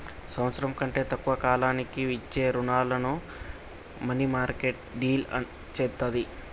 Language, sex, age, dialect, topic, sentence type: Telugu, male, 18-24, Telangana, banking, statement